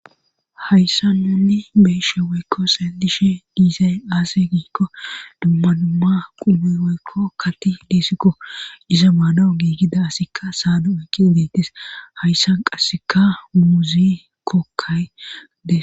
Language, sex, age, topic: Gamo, female, 36-49, government